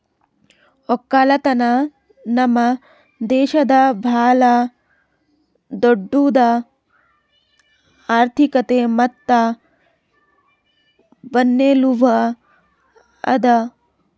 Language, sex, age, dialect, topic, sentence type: Kannada, female, 18-24, Northeastern, agriculture, statement